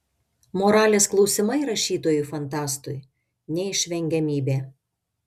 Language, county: Lithuanian, Šiauliai